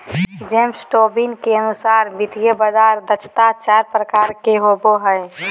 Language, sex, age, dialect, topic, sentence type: Magahi, male, 18-24, Southern, banking, statement